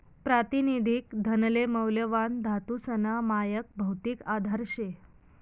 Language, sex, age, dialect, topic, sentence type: Marathi, female, 31-35, Northern Konkan, banking, statement